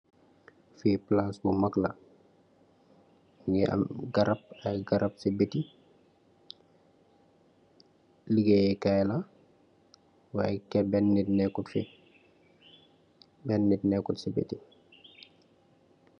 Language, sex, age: Wolof, male, 18-24